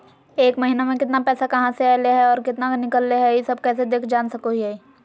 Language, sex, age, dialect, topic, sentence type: Magahi, female, 25-30, Southern, banking, question